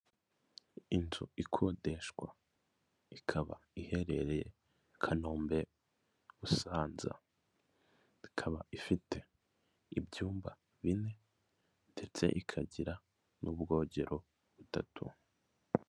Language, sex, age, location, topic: Kinyarwanda, male, 25-35, Kigali, finance